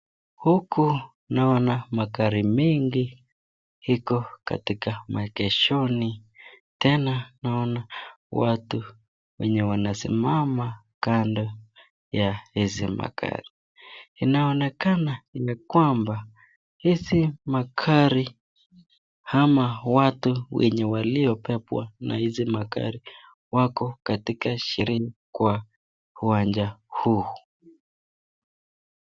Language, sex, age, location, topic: Swahili, male, 25-35, Nakuru, finance